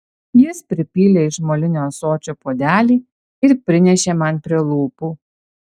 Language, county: Lithuanian, Alytus